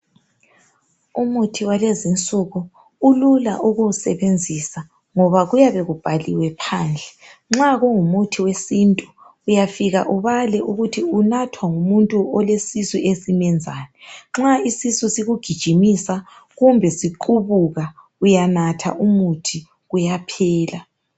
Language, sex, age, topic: North Ndebele, female, 36-49, health